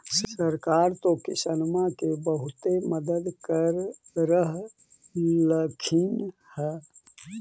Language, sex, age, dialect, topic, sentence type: Magahi, male, 41-45, Central/Standard, agriculture, question